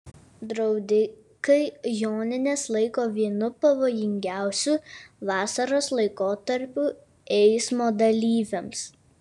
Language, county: Lithuanian, Kaunas